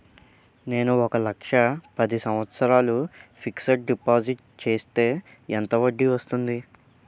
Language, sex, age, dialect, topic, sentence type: Telugu, male, 18-24, Utterandhra, banking, question